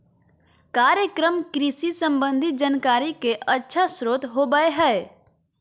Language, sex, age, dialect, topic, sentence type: Magahi, female, 41-45, Southern, agriculture, statement